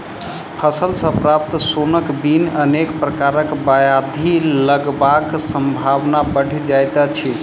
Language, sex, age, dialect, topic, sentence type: Maithili, male, 31-35, Southern/Standard, agriculture, statement